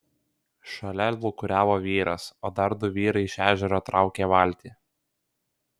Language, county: Lithuanian, Kaunas